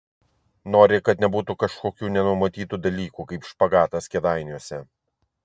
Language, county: Lithuanian, Vilnius